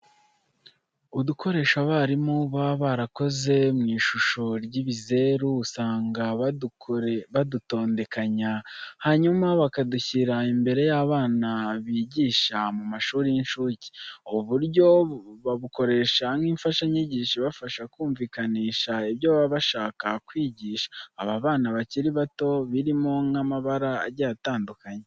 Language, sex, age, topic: Kinyarwanda, male, 18-24, education